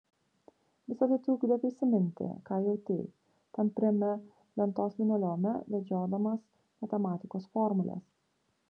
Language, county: Lithuanian, Vilnius